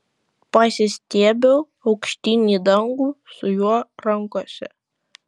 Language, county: Lithuanian, Šiauliai